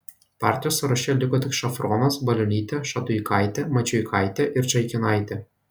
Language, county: Lithuanian, Kaunas